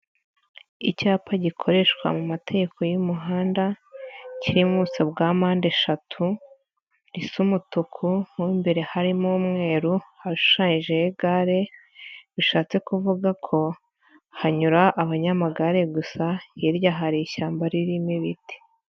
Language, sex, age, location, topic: Kinyarwanda, female, 25-35, Nyagatare, government